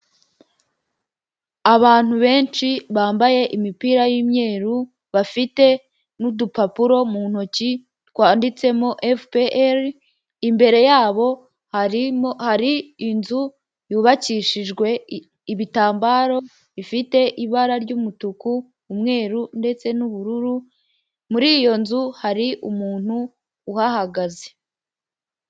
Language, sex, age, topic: Kinyarwanda, female, 18-24, government